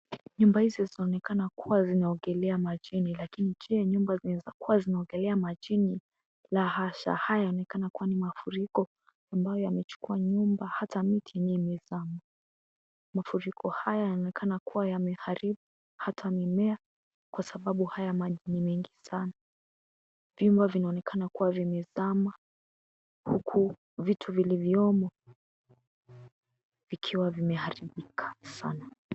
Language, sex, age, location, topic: Swahili, female, 18-24, Kisii, health